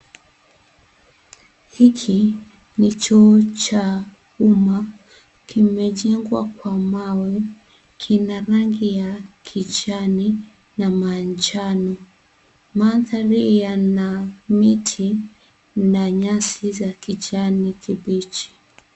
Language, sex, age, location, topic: Swahili, female, 36-49, Kisii, health